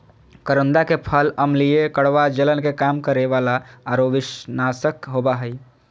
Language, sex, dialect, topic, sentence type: Magahi, female, Southern, agriculture, statement